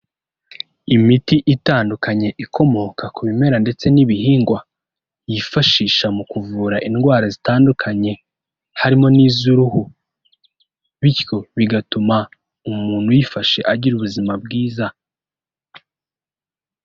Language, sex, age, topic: Kinyarwanda, male, 18-24, health